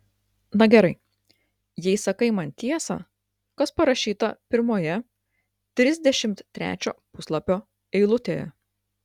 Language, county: Lithuanian, Klaipėda